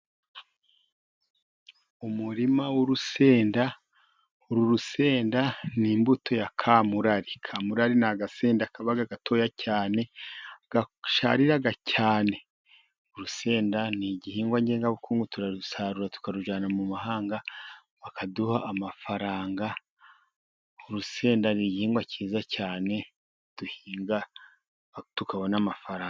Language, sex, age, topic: Kinyarwanda, male, 50+, agriculture